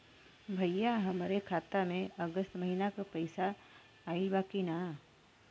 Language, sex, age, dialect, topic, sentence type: Bhojpuri, female, 36-40, Western, banking, question